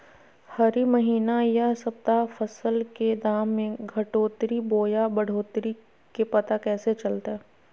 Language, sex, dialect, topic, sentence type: Magahi, female, Southern, agriculture, question